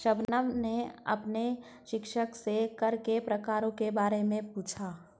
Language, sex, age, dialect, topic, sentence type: Hindi, female, 46-50, Hindustani Malvi Khadi Boli, banking, statement